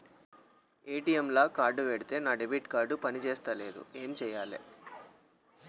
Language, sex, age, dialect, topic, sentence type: Telugu, male, 18-24, Telangana, banking, question